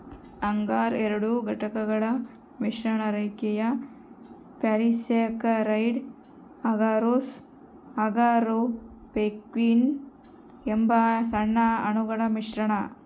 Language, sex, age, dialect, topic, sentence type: Kannada, female, 60-100, Central, agriculture, statement